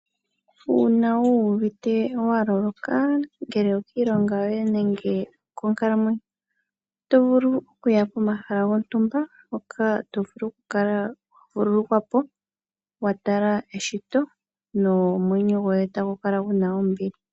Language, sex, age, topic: Oshiwambo, female, 36-49, agriculture